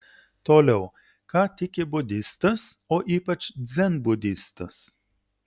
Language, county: Lithuanian, Utena